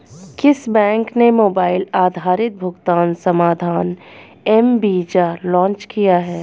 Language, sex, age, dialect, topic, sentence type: Hindi, female, 25-30, Hindustani Malvi Khadi Boli, banking, question